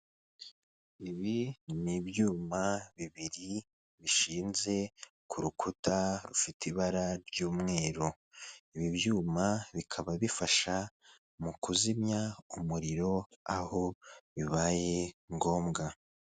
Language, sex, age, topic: Kinyarwanda, male, 18-24, government